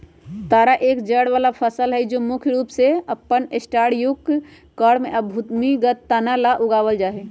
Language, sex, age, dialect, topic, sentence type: Magahi, female, 18-24, Western, agriculture, statement